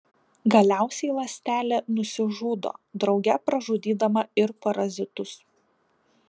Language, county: Lithuanian, Panevėžys